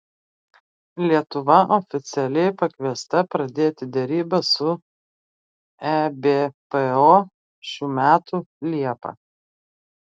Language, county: Lithuanian, Klaipėda